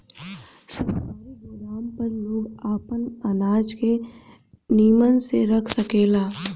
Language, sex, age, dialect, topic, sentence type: Bhojpuri, female, 18-24, Southern / Standard, agriculture, statement